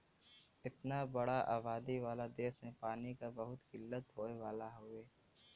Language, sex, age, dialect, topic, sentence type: Bhojpuri, male, 18-24, Western, agriculture, statement